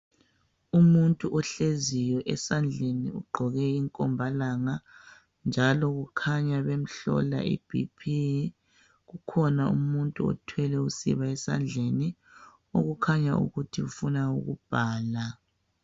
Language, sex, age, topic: North Ndebele, male, 36-49, health